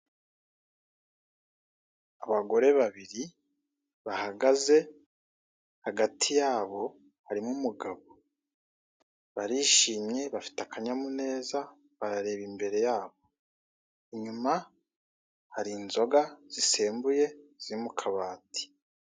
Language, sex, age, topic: Kinyarwanda, male, 36-49, finance